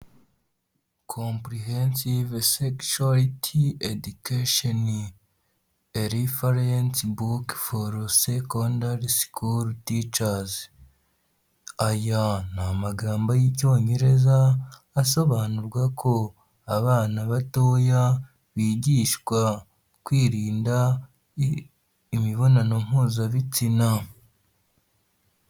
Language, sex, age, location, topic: Kinyarwanda, female, 18-24, Huye, health